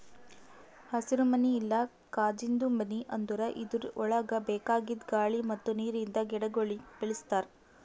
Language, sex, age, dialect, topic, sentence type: Kannada, female, 18-24, Northeastern, agriculture, statement